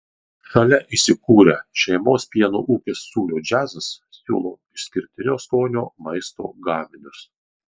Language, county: Lithuanian, Marijampolė